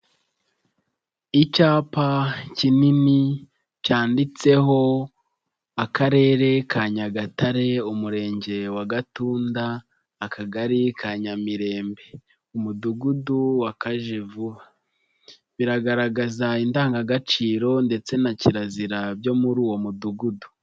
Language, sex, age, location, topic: Kinyarwanda, male, 25-35, Nyagatare, government